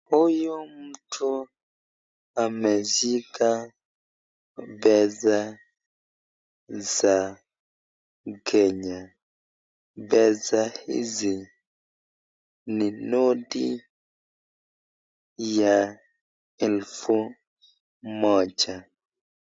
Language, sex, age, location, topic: Swahili, male, 36-49, Nakuru, finance